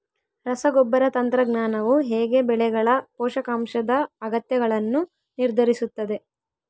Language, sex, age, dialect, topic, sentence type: Kannada, female, 18-24, Central, agriculture, question